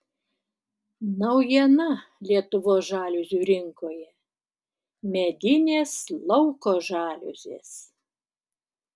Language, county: Lithuanian, Tauragė